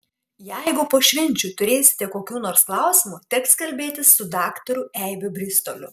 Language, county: Lithuanian, Kaunas